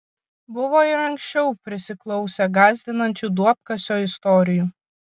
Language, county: Lithuanian, Kaunas